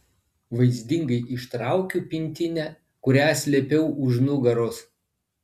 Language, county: Lithuanian, Vilnius